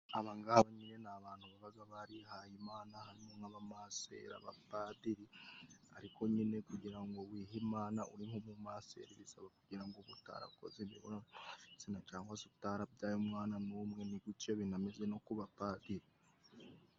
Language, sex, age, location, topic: Kinyarwanda, male, 18-24, Musanze, government